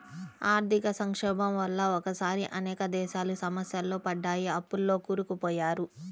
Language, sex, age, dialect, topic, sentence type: Telugu, female, 31-35, Central/Coastal, banking, statement